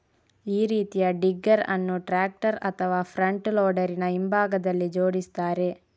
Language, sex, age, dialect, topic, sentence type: Kannada, female, 46-50, Coastal/Dakshin, agriculture, statement